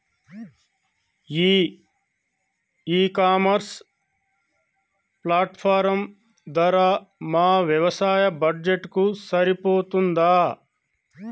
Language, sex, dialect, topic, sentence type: Telugu, male, Telangana, agriculture, question